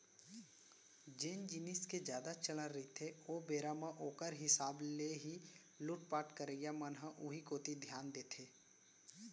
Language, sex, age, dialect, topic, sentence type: Chhattisgarhi, male, 18-24, Central, banking, statement